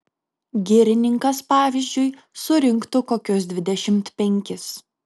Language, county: Lithuanian, Kaunas